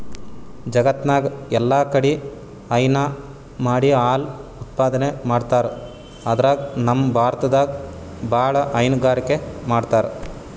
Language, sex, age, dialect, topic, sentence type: Kannada, male, 18-24, Northeastern, agriculture, statement